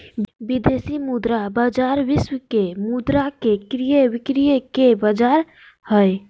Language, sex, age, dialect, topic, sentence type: Magahi, female, 46-50, Southern, banking, statement